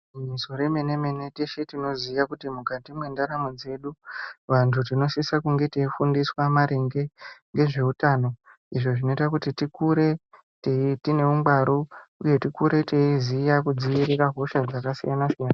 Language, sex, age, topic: Ndau, male, 18-24, health